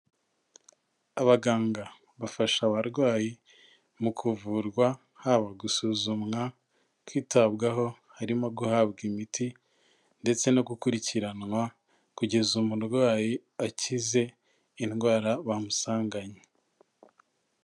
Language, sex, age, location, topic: Kinyarwanda, male, 25-35, Kigali, health